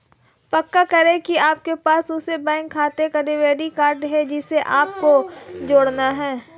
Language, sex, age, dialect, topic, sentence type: Hindi, female, 18-24, Marwari Dhudhari, banking, statement